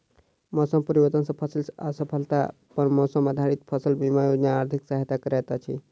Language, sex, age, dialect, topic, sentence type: Maithili, male, 36-40, Southern/Standard, agriculture, statement